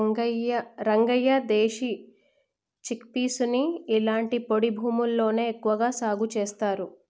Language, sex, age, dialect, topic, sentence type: Telugu, female, 25-30, Telangana, agriculture, statement